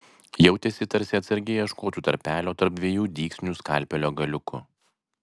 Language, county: Lithuanian, Vilnius